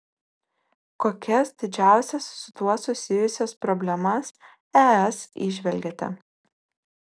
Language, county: Lithuanian, Vilnius